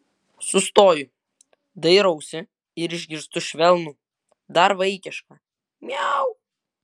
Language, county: Lithuanian, Vilnius